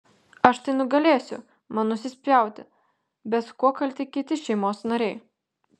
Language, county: Lithuanian, Vilnius